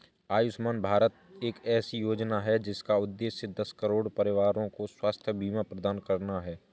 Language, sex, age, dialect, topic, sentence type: Hindi, male, 25-30, Awadhi Bundeli, banking, statement